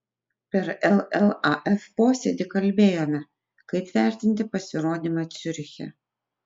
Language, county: Lithuanian, Utena